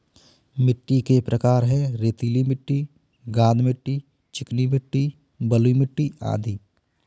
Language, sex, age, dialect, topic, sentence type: Hindi, male, 25-30, Kanauji Braj Bhasha, agriculture, statement